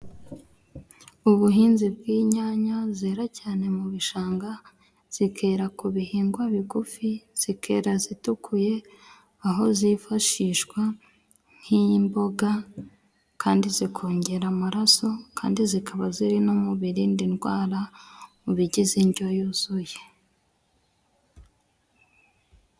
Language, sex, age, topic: Kinyarwanda, female, 18-24, agriculture